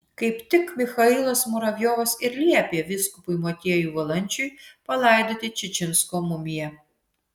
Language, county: Lithuanian, Vilnius